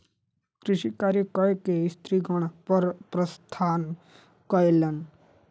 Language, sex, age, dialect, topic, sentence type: Maithili, male, 25-30, Southern/Standard, agriculture, statement